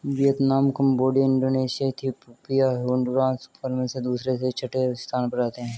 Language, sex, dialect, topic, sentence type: Hindi, male, Hindustani Malvi Khadi Boli, agriculture, statement